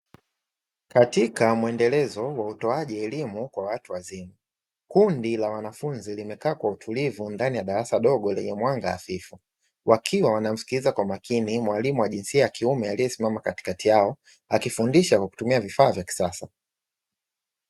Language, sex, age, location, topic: Swahili, male, 25-35, Dar es Salaam, education